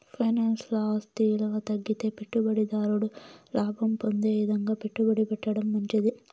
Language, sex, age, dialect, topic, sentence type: Telugu, female, 18-24, Southern, banking, statement